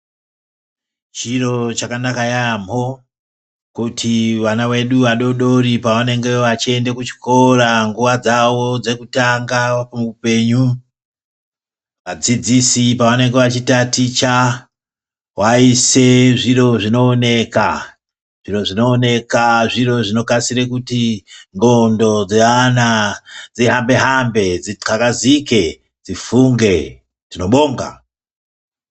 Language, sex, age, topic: Ndau, female, 25-35, education